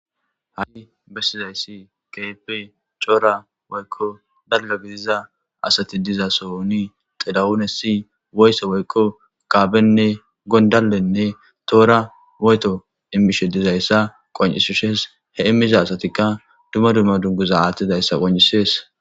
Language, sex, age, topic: Gamo, male, 18-24, government